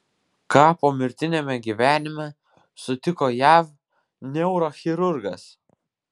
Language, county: Lithuanian, Vilnius